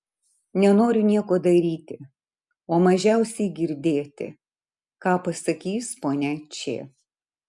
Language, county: Lithuanian, Marijampolė